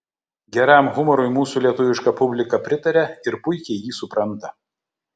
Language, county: Lithuanian, Kaunas